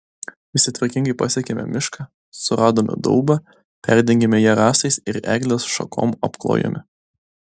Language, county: Lithuanian, Klaipėda